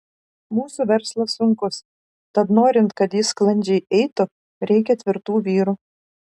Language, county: Lithuanian, Šiauliai